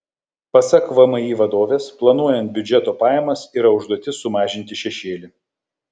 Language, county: Lithuanian, Kaunas